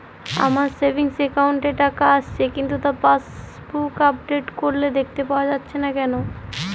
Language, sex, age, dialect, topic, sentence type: Bengali, female, 18-24, Jharkhandi, banking, question